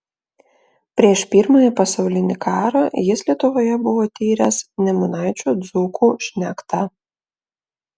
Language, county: Lithuanian, Klaipėda